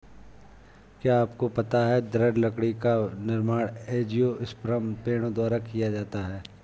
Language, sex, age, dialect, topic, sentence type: Hindi, male, 25-30, Awadhi Bundeli, agriculture, statement